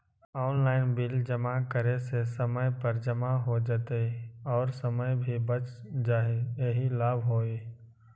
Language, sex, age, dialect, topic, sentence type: Magahi, male, 18-24, Western, banking, question